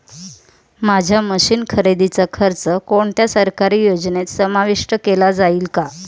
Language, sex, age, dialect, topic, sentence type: Marathi, female, 31-35, Standard Marathi, agriculture, question